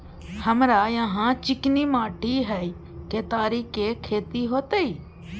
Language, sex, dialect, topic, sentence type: Maithili, female, Bajjika, agriculture, question